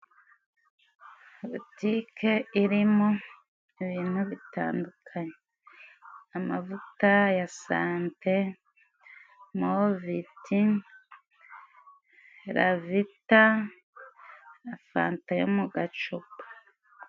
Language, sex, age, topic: Kinyarwanda, female, 25-35, finance